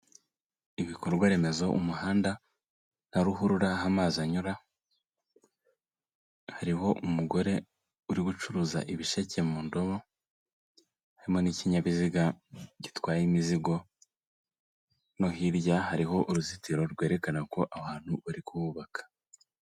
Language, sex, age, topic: Kinyarwanda, male, 18-24, government